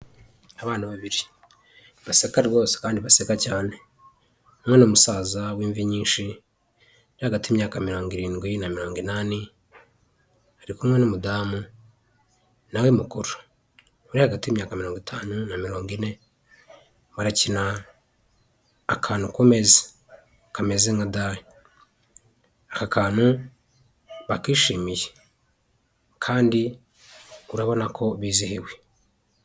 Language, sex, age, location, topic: Kinyarwanda, male, 36-49, Huye, health